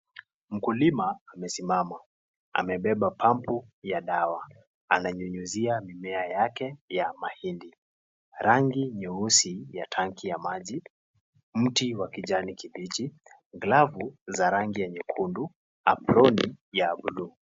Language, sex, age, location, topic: Swahili, male, 18-24, Kisii, health